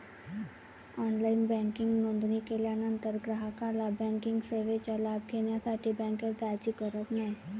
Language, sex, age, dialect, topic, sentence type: Marathi, female, 18-24, Varhadi, banking, statement